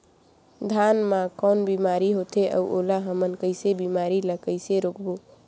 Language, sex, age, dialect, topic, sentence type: Chhattisgarhi, female, 18-24, Northern/Bhandar, agriculture, question